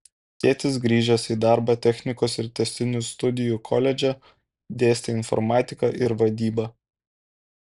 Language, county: Lithuanian, Kaunas